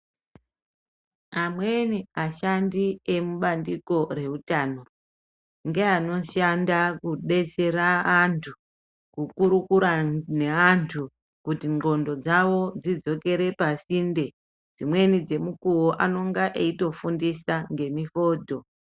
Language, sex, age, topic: Ndau, male, 25-35, health